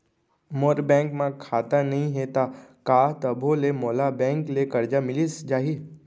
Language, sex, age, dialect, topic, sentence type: Chhattisgarhi, male, 25-30, Central, banking, question